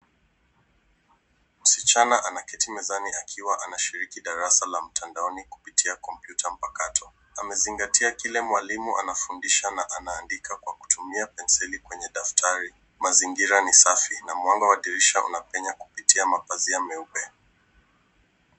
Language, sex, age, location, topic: Swahili, male, 18-24, Nairobi, education